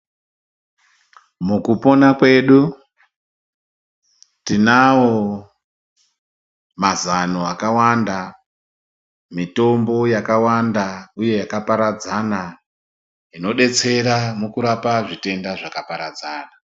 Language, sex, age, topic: Ndau, female, 25-35, health